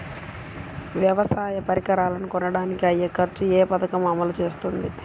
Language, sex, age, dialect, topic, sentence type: Telugu, female, 36-40, Central/Coastal, agriculture, question